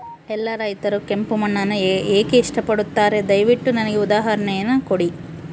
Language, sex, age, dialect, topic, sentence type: Kannada, female, 18-24, Central, agriculture, question